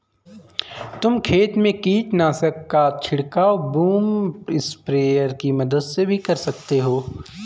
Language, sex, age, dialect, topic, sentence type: Hindi, male, 18-24, Marwari Dhudhari, agriculture, statement